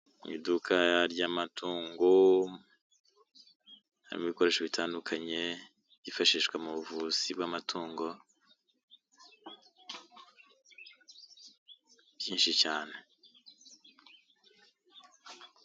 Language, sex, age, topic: Kinyarwanda, male, 25-35, health